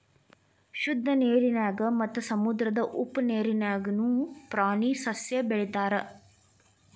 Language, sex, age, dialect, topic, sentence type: Kannada, female, 18-24, Dharwad Kannada, agriculture, statement